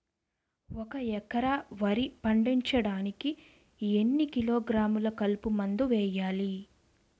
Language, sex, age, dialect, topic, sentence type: Telugu, female, 25-30, Utterandhra, agriculture, question